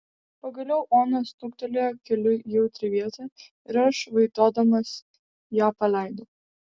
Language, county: Lithuanian, Vilnius